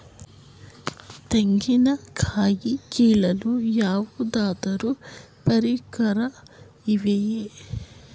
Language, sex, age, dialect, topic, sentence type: Kannada, female, 31-35, Mysore Kannada, agriculture, question